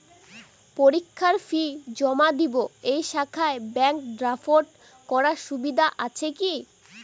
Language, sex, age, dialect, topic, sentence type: Bengali, female, 18-24, Northern/Varendri, banking, question